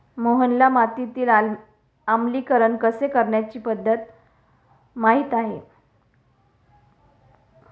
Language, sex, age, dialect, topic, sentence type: Marathi, female, 36-40, Standard Marathi, agriculture, statement